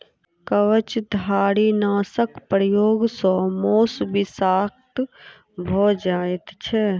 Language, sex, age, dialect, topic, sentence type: Maithili, female, 36-40, Southern/Standard, agriculture, statement